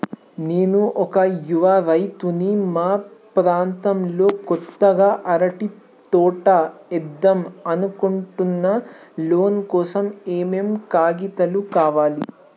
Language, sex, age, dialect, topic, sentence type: Telugu, male, 18-24, Telangana, banking, question